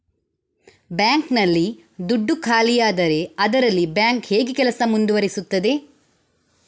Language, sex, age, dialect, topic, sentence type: Kannada, female, 25-30, Coastal/Dakshin, banking, question